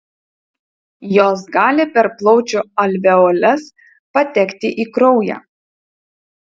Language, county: Lithuanian, Utena